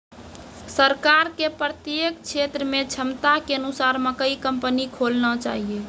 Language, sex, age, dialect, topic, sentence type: Maithili, female, 18-24, Angika, agriculture, question